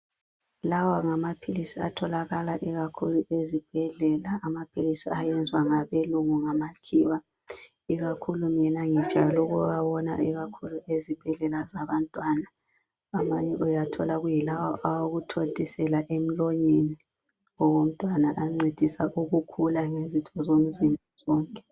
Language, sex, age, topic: North Ndebele, female, 18-24, health